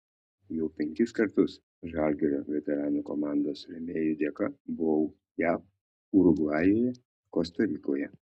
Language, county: Lithuanian, Kaunas